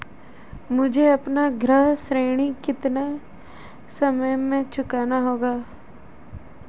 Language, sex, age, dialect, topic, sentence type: Hindi, female, 18-24, Marwari Dhudhari, banking, question